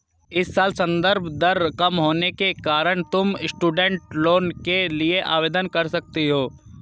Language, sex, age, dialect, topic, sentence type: Hindi, male, 31-35, Hindustani Malvi Khadi Boli, banking, statement